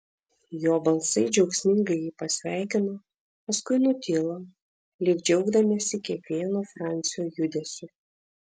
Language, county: Lithuanian, Vilnius